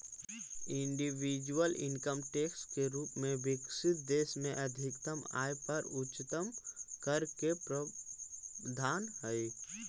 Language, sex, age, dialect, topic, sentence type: Magahi, male, 18-24, Central/Standard, banking, statement